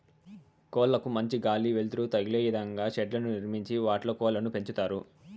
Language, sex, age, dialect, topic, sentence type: Telugu, male, 18-24, Southern, agriculture, statement